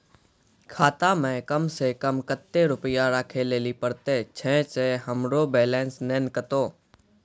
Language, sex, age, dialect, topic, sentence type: Maithili, male, 18-24, Angika, banking, question